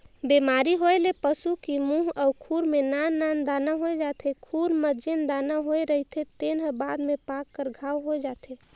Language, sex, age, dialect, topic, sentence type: Chhattisgarhi, female, 18-24, Northern/Bhandar, agriculture, statement